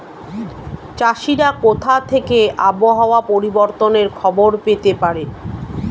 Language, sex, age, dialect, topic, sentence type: Bengali, female, 36-40, Standard Colloquial, agriculture, question